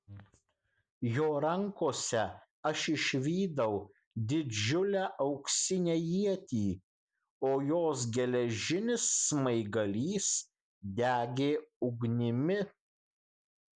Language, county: Lithuanian, Kaunas